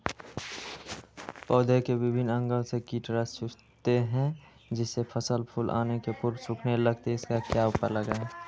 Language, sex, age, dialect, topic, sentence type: Magahi, male, 18-24, Western, agriculture, question